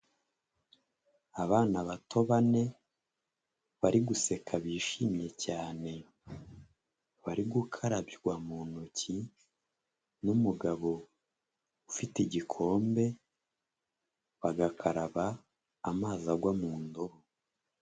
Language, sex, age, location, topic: Kinyarwanda, male, 25-35, Huye, health